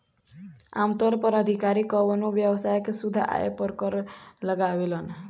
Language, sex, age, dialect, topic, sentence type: Bhojpuri, female, 18-24, Southern / Standard, banking, statement